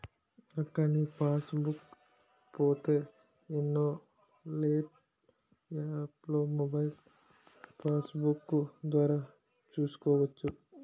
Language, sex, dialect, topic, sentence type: Telugu, male, Utterandhra, banking, statement